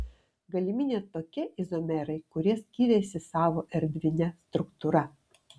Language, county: Lithuanian, Kaunas